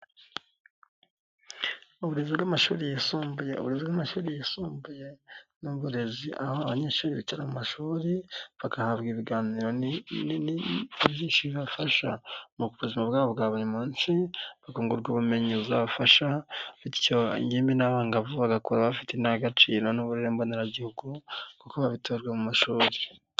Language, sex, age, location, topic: Kinyarwanda, male, 25-35, Nyagatare, education